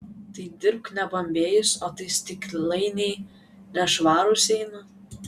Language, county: Lithuanian, Vilnius